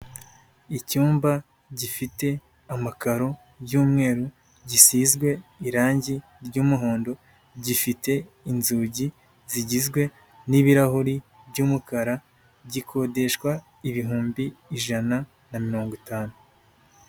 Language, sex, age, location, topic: Kinyarwanda, male, 18-24, Huye, finance